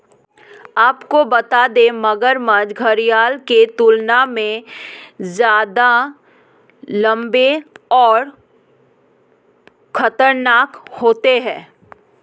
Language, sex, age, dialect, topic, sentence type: Hindi, female, 31-35, Marwari Dhudhari, agriculture, statement